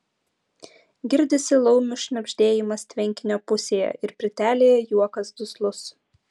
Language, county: Lithuanian, Utena